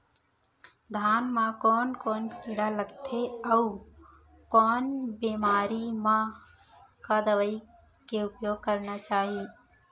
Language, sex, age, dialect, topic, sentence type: Chhattisgarhi, female, 25-30, Central, agriculture, question